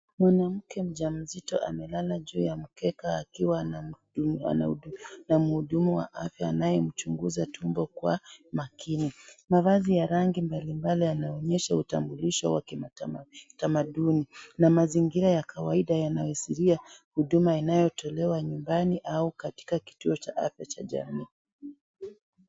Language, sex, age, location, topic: Swahili, female, 36-49, Kisii, health